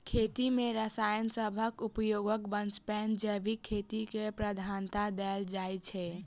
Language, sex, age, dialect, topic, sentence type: Maithili, female, 18-24, Southern/Standard, agriculture, statement